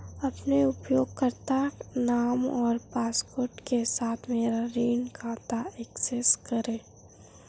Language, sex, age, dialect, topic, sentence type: Hindi, female, 18-24, Marwari Dhudhari, banking, statement